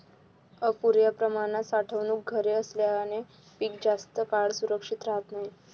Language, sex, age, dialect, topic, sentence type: Marathi, female, 25-30, Varhadi, agriculture, statement